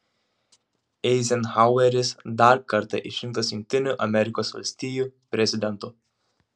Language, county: Lithuanian, Utena